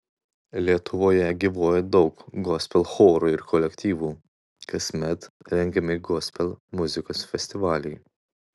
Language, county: Lithuanian, Klaipėda